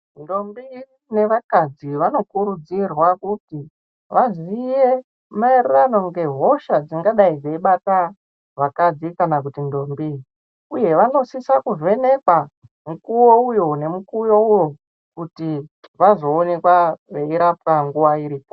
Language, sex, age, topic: Ndau, male, 18-24, health